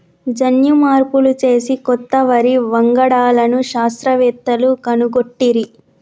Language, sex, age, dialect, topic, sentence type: Telugu, female, 31-35, Telangana, agriculture, statement